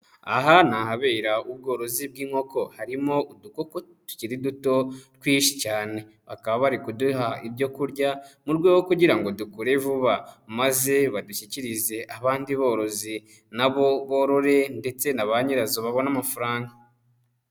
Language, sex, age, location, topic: Kinyarwanda, male, 25-35, Kigali, agriculture